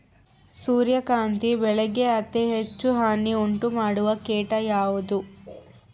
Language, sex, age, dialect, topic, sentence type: Kannada, female, 18-24, Central, agriculture, question